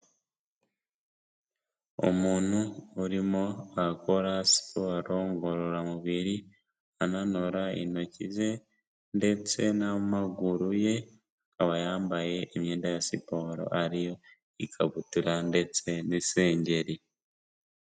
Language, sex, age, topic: Kinyarwanda, male, 18-24, health